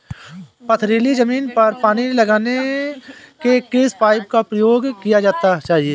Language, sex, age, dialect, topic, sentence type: Hindi, male, 25-30, Awadhi Bundeli, agriculture, question